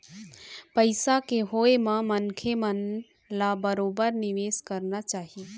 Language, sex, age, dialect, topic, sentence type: Chhattisgarhi, female, 18-24, Eastern, banking, statement